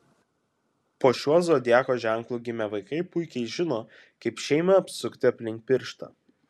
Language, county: Lithuanian, Kaunas